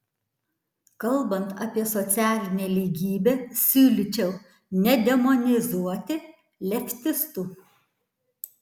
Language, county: Lithuanian, Tauragė